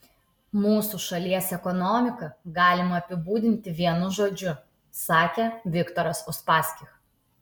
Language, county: Lithuanian, Utena